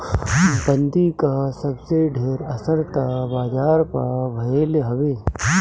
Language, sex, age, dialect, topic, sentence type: Bhojpuri, male, 31-35, Northern, banking, statement